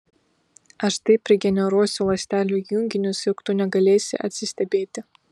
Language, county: Lithuanian, Vilnius